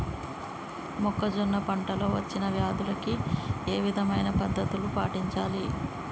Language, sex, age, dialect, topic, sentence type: Telugu, female, 18-24, Telangana, agriculture, question